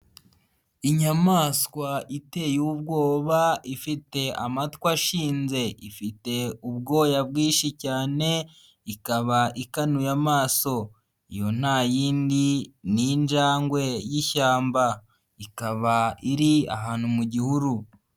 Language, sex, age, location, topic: Kinyarwanda, female, 18-24, Nyagatare, agriculture